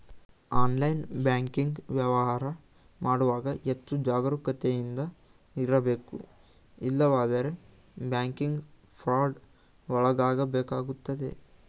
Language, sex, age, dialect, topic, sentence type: Kannada, male, 18-24, Mysore Kannada, banking, statement